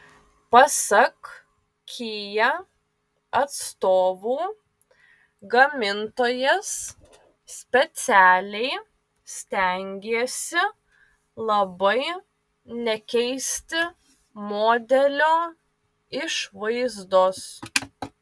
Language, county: Lithuanian, Vilnius